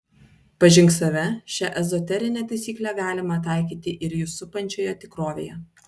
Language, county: Lithuanian, Vilnius